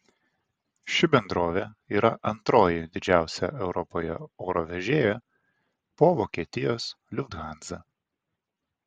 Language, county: Lithuanian, Vilnius